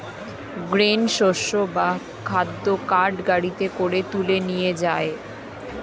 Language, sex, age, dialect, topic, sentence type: Bengali, female, 25-30, Standard Colloquial, agriculture, statement